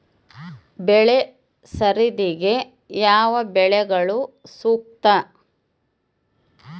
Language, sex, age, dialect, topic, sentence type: Kannada, female, 51-55, Central, agriculture, question